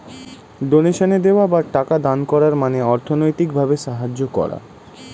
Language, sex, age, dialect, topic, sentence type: Bengali, male, 18-24, Standard Colloquial, banking, statement